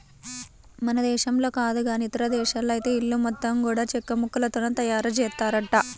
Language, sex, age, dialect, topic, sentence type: Telugu, male, 36-40, Central/Coastal, agriculture, statement